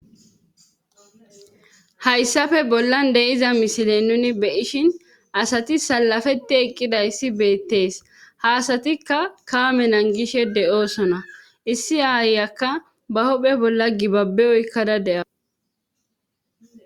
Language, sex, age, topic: Gamo, female, 25-35, government